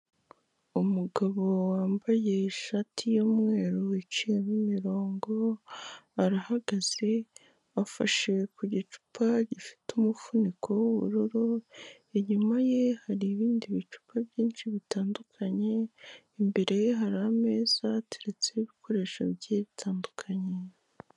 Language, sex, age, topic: Kinyarwanda, male, 18-24, health